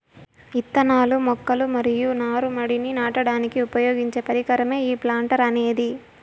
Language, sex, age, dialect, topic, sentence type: Telugu, female, 18-24, Southern, agriculture, statement